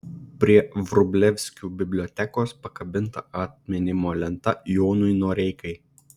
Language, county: Lithuanian, Šiauliai